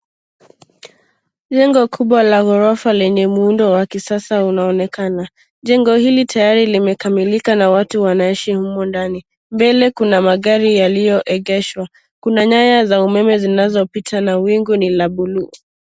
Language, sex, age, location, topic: Swahili, female, 18-24, Nairobi, finance